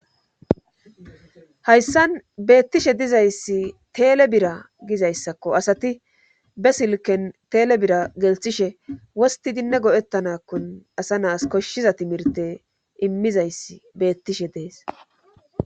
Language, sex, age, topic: Gamo, female, 25-35, government